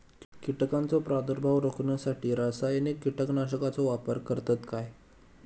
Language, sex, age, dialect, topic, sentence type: Marathi, male, 18-24, Southern Konkan, agriculture, question